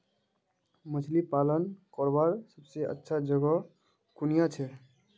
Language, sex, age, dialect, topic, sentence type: Magahi, male, 18-24, Northeastern/Surjapuri, agriculture, question